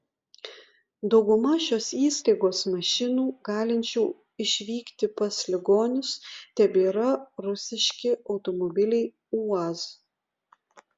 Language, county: Lithuanian, Utena